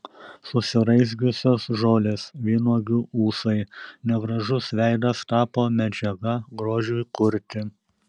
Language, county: Lithuanian, Šiauliai